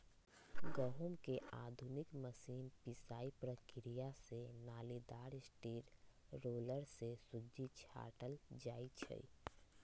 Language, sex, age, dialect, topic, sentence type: Magahi, female, 25-30, Western, agriculture, statement